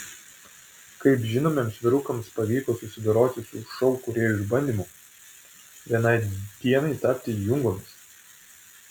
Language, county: Lithuanian, Vilnius